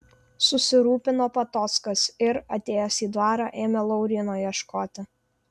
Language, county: Lithuanian, Vilnius